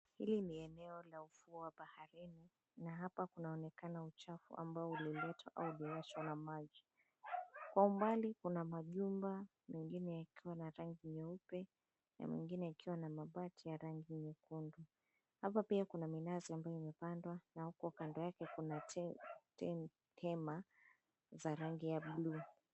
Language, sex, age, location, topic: Swahili, female, 18-24, Mombasa, government